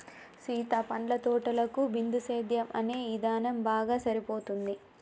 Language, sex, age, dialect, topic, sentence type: Telugu, female, 25-30, Telangana, agriculture, statement